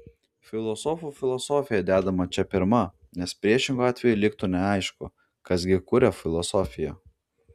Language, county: Lithuanian, Klaipėda